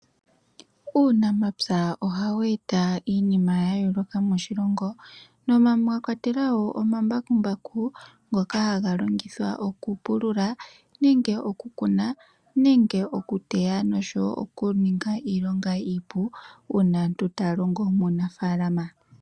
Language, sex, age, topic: Oshiwambo, female, 18-24, agriculture